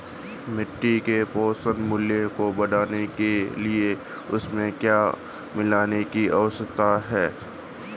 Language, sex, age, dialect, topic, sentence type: Hindi, male, 25-30, Marwari Dhudhari, agriculture, question